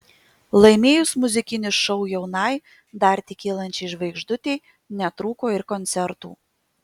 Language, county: Lithuanian, Kaunas